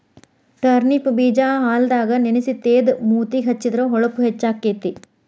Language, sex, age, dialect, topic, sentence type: Kannada, female, 41-45, Dharwad Kannada, agriculture, statement